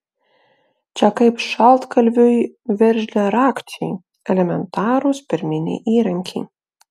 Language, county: Lithuanian, Klaipėda